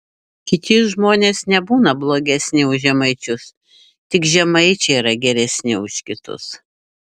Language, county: Lithuanian, Šiauliai